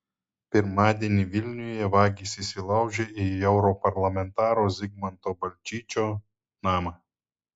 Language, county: Lithuanian, Telšiai